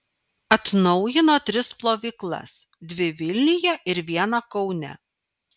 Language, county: Lithuanian, Vilnius